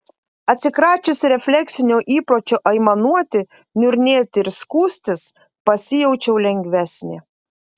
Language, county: Lithuanian, Vilnius